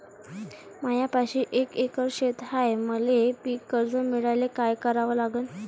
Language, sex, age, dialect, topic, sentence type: Marathi, female, 18-24, Varhadi, agriculture, question